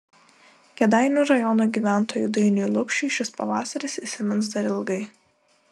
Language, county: Lithuanian, Utena